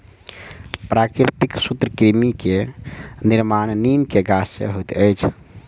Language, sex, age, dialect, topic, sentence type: Maithili, male, 25-30, Southern/Standard, agriculture, statement